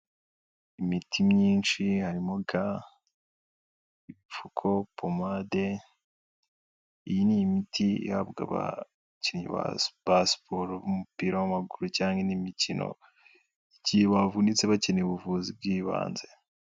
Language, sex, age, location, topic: Kinyarwanda, male, 18-24, Kigali, health